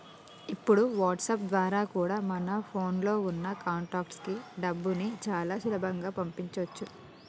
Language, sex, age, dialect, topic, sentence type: Telugu, female, 25-30, Telangana, banking, statement